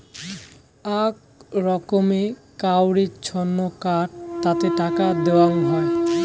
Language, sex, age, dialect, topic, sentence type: Bengali, male, 18-24, Rajbangshi, banking, statement